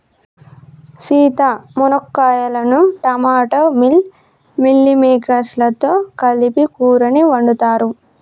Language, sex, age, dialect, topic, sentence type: Telugu, male, 18-24, Telangana, agriculture, statement